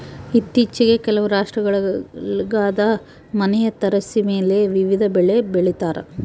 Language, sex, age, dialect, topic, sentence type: Kannada, female, 18-24, Central, agriculture, statement